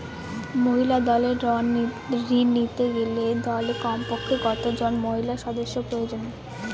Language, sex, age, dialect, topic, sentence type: Bengali, female, 18-24, Northern/Varendri, banking, question